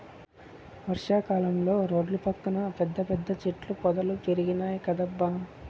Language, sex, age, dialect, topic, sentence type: Telugu, male, 25-30, Southern, agriculture, statement